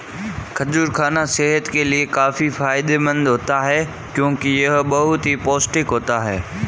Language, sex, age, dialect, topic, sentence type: Hindi, male, 25-30, Marwari Dhudhari, agriculture, statement